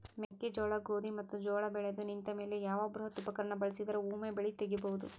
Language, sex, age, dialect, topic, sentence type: Kannada, female, 18-24, Northeastern, agriculture, question